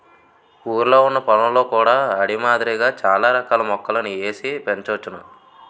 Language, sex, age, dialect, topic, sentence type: Telugu, male, 18-24, Utterandhra, agriculture, statement